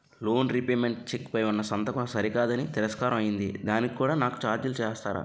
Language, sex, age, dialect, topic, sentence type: Telugu, male, 25-30, Utterandhra, banking, question